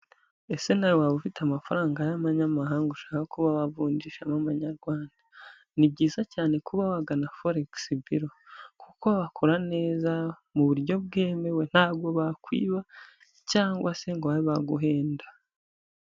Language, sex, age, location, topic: Kinyarwanda, female, 25-35, Huye, finance